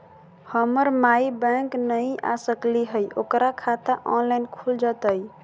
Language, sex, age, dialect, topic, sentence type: Magahi, female, 18-24, Southern, banking, question